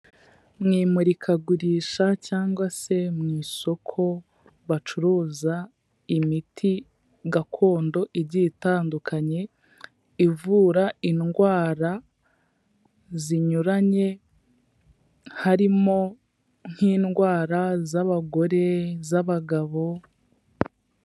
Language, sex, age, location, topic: Kinyarwanda, female, 18-24, Kigali, health